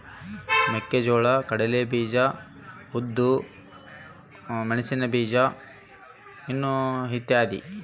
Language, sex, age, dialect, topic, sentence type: Kannada, male, 36-40, Central, agriculture, question